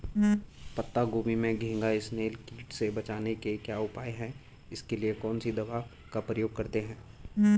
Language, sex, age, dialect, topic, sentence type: Hindi, male, 18-24, Garhwali, agriculture, question